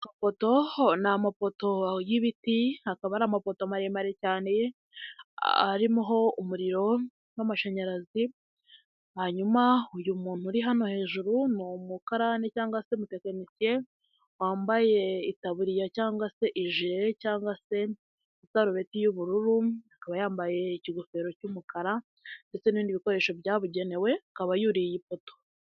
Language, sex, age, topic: Kinyarwanda, female, 18-24, government